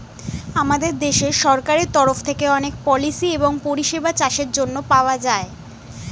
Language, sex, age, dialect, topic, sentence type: Bengali, female, 18-24, Standard Colloquial, agriculture, statement